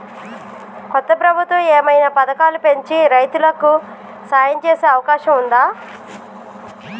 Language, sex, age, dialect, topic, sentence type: Telugu, female, 36-40, Telangana, agriculture, question